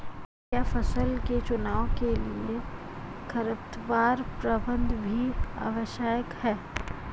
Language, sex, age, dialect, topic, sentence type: Hindi, female, 25-30, Marwari Dhudhari, agriculture, statement